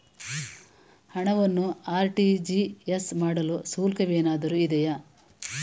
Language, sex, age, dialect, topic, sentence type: Kannada, female, 18-24, Mysore Kannada, banking, question